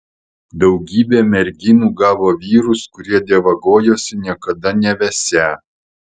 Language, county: Lithuanian, Vilnius